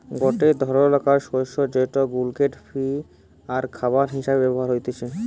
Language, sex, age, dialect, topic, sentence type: Bengali, male, 18-24, Western, agriculture, statement